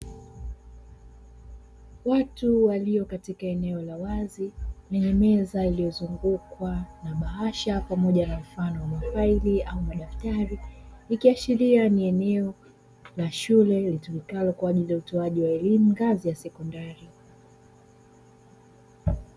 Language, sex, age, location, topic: Swahili, female, 25-35, Dar es Salaam, education